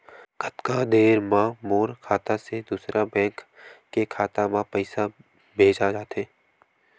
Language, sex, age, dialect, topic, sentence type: Chhattisgarhi, male, 18-24, Western/Budati/Khatahi, banking, question